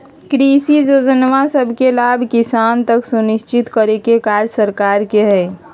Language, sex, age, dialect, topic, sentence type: Magahi, female, 51-55, Western, agriculture, statement